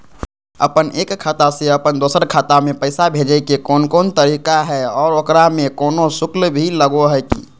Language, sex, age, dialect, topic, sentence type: Magahi, male, 25-30, Southern, banking, question